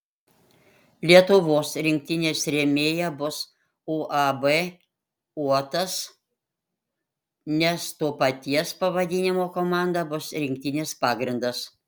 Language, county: Lithuanian, Panevėžys